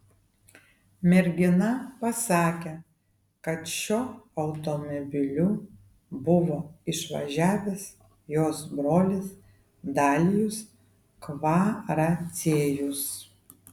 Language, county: Lithuanian, Vilnius